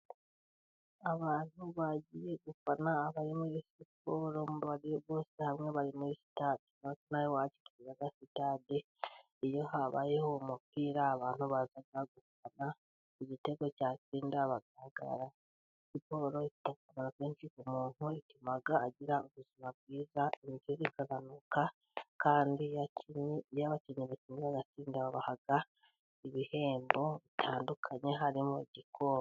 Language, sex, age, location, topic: Kinyarwanda, female, 36-49, Burera, government